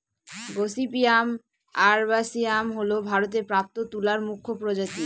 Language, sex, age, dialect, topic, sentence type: Bengali, female, 18-24, Northern/Varendri, agriculture, statement